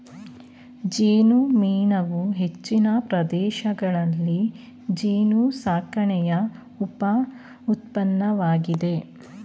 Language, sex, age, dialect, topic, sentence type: Kannada, female, 25-30, Mysore Kannada, agriculture, statement